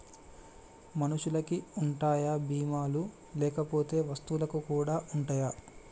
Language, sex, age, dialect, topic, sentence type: Telugu, male, 25-30, Telangana, banking, question